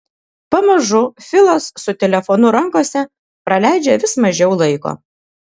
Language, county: Lithuanian, Kaunas